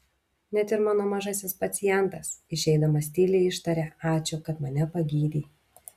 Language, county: Lithuanian, Šiauliai